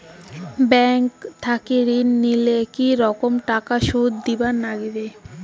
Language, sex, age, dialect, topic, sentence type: Bengali, female, 18-24, Rajbangshi, banking, question